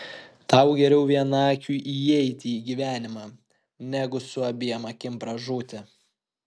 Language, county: Lithuanian, Kaunas